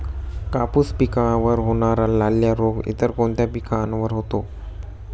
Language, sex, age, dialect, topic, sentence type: Marathi, male, 25-30, Standard Marathi, agriculture, question